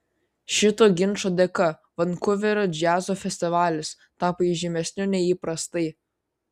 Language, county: Lithuanian, Kaunas